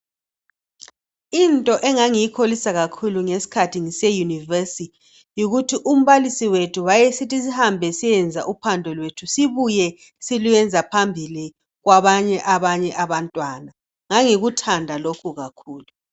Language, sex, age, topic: North Ndebele, female, 36-49, education